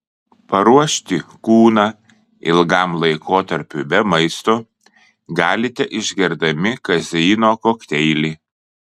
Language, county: Lithuanian, Kaunas